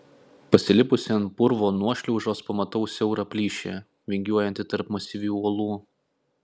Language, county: Lithuanian, Klaipėda